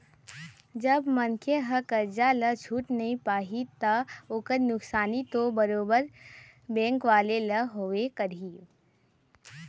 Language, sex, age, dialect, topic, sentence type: Chhattisgarhi, male, 41-45, Eastern, banking, statement